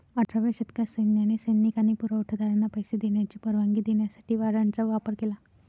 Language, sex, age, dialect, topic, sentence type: Marathi, female, 31-35, Varhadi, banking, statement